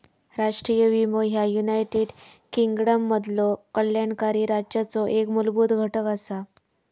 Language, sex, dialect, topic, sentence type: Marathi, female, Southern Konkan, banking, statement